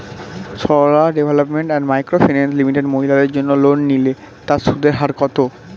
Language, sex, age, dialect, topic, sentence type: Bengali, male, 18-24, Standard Colloquial, banking, question